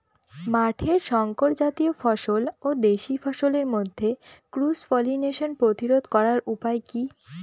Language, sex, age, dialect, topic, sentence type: Bengali, female, 18-24, Northern/Varendri, agriculture, question